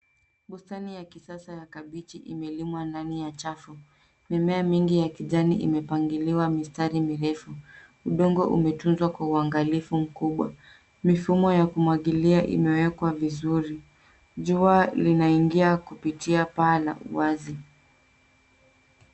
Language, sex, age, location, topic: Swahili, female, 18-24, Nairobi, agriculture